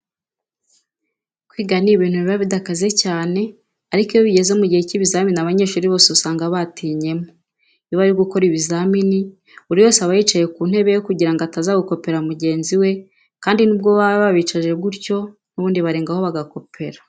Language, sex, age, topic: Kinyarwanda, female, 36-49, education